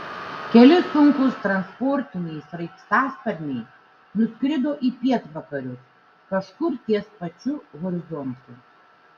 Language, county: Lithuanian, Šiauliai